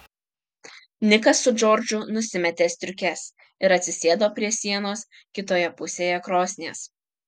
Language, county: Lithuanian, Kaunas